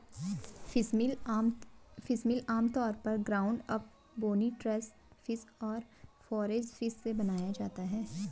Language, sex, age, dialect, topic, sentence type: Hindi, female, 25-30, Garhwali, agriculture, statement